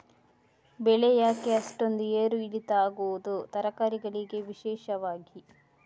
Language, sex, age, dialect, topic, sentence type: Kannada, female, 56-60, Coastal/Dakshin, agriculture, question